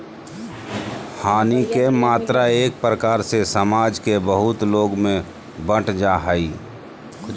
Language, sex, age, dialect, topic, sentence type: Magahi, male, 31-35, Southern, banking, statement